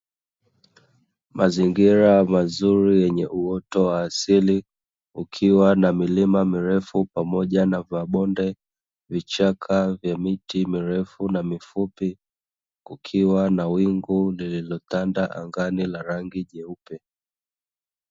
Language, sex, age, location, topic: Swahili, male, 25-35, Dar es Salaam, agriculture